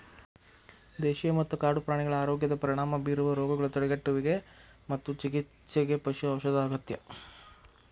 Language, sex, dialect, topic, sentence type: Kannada, male, Dharwad Kannada, agriculture, statement